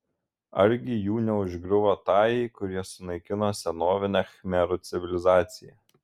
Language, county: Lithuanian, Šiauliai